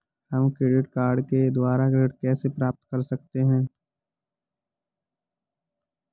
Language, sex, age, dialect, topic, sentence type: Hindi, male, 18-24, Kanauji Braj Bhasha, banking, question